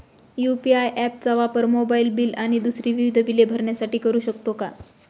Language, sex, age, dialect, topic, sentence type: Marathi, female, 25-30, Northern Konkan, banking, statement